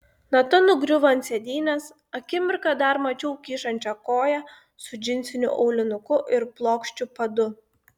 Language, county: Lithuanian, Klaipėda